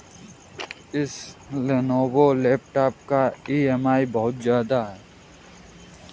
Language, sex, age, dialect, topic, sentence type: Hindi, male, 18-24, Kanauji Braj Bhasha, banking, statement